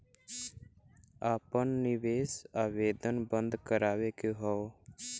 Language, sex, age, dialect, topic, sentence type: Bhojpuri, male, 18-24, Western, banking, question